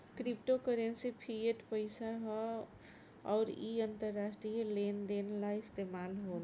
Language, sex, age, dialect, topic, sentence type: Bhojpuri, female, 41-45, Southern / Standard, banking, statement